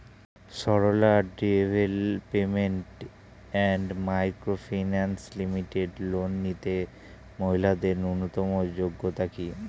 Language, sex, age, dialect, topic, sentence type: Bengali, male, 18-24, Standard Colloquial, banking, question